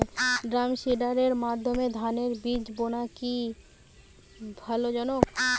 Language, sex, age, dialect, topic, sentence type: Bengali, female, 18-24, Western, agriculture, question